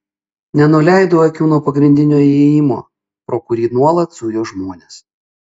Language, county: Lithuanian, Kaunas